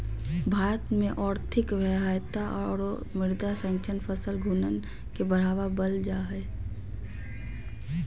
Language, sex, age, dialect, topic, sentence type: Magahi, female, 31-35, Southern, agriculture, statement